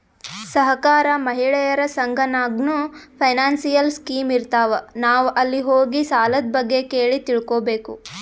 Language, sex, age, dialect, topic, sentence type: Kannada, female, 18-24, Northeastern, banking, statement